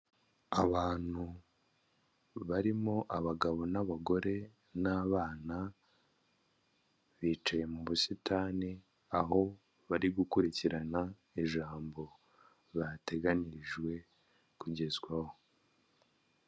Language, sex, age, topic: Kinyarwanda, male, 25-35, government